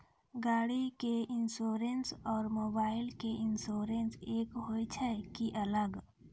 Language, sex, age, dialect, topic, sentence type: Maithili, female, 25-30, Angika, banking, question